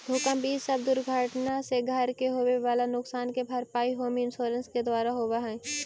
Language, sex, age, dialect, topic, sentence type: Magahi, female, 18-24, Central/Standard, banking, statement